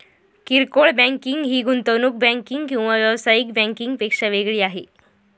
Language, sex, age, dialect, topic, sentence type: Marathi, female, 18-24, Northern Konkan, banking, statement